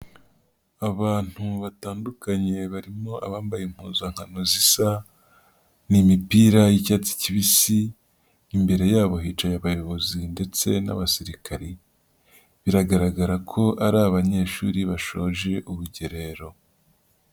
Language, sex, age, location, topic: Kinyarwanda, female, 50+, Nyagatare, education